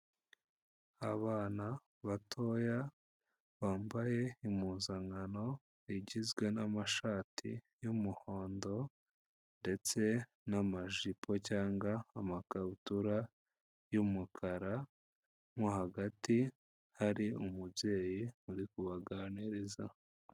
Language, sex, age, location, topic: Kinyarwanda, female, 25-35, Kigali, education